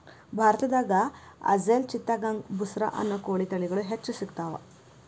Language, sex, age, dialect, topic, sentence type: Kannada, female, 25-30, Dharwad Kannada, agriculture, statement